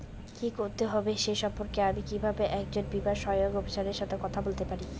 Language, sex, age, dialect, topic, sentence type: Bengali, female, 18-24, Rajbangshi, banking, question